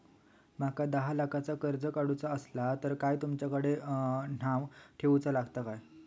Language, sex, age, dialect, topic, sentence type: Marathi, male, 18-24, Southern Konkan, banking, question